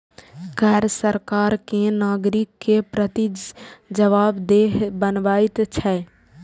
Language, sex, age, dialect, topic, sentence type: Maithili, female, 18-24, Eastern / Thethi, banking, statement